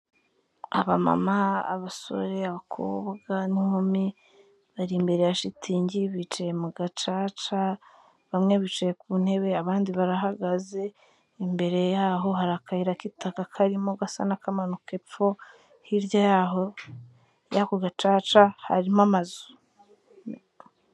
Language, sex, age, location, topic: Kinyarwanda, female, 25-35, Kigali, health